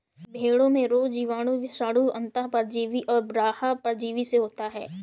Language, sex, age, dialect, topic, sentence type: Hindi, female, 18-24, Awadhi Bundeli, agriculture, statement